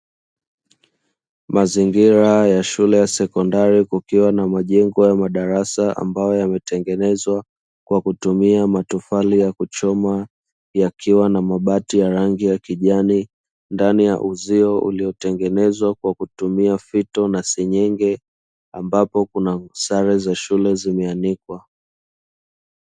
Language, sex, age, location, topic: Swahili, male, 25-35, Dar es Salaam, education